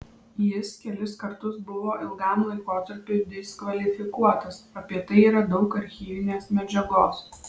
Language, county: Lithuanian, Vilnius